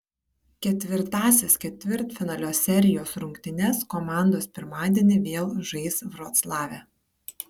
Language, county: Lithuanian, Kaunas